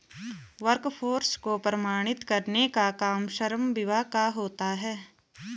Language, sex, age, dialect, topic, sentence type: Hindi, female, 31-35, Garhwali, banking, statement